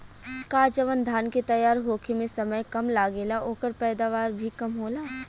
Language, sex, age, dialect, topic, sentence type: Bhojpuri, female, 18-24, Western, agriculture, question